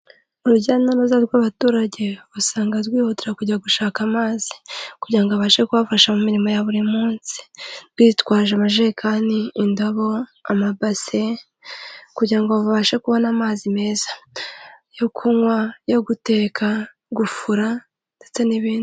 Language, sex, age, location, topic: Kinyarwanda, female, 25-35, Kigali, health